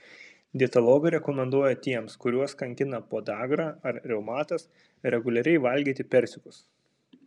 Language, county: Lithuanian, Kaunas